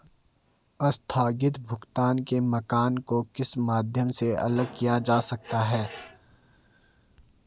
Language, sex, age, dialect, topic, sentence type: Hindi, male, 18-24, Garhwali, banking, statement